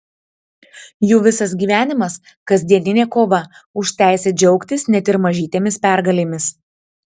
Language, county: Lithuanian, Tauragė